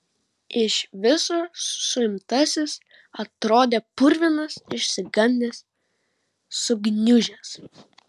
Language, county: Lithuanian, Vilnius